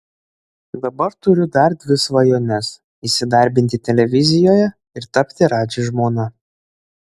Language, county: Lithuanian, Šiauliai